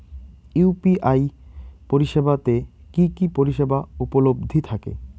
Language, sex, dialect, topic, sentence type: Bengali, male, Rajbangshi, banking, question